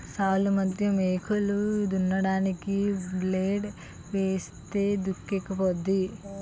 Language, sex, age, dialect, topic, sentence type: Telugu, female, 18-24, Utterandhra, agriculture, statement